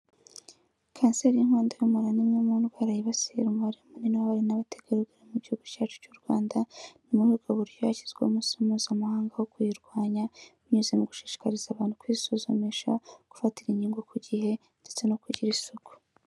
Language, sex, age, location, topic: Kinyarwanda, female, 18-24, Kigali, health